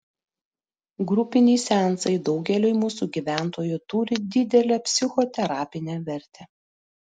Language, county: Lithuanian, Panevėžys